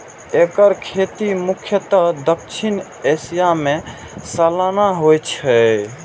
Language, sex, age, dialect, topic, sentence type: Maithili, male, 18-24, Eastern / Thethi, agriculture, statement